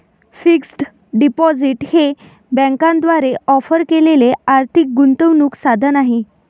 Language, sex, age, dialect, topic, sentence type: Marathi, female, 18-24, Varhadi, banking, statement